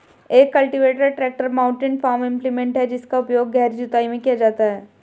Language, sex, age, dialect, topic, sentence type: Hindi, female, 25-30, Hindustani Malvi Khadi Boli, agriculture, statement